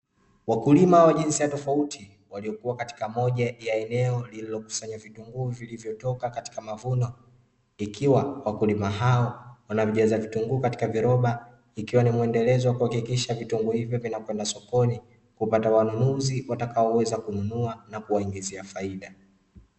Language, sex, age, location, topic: Swahili, male, 25-35, Dar es Salaam, agriculture